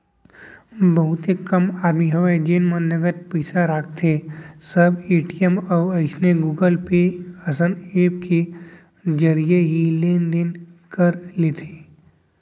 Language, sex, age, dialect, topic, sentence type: Chhattisgarhi, male, 18-24, Central, banking, statement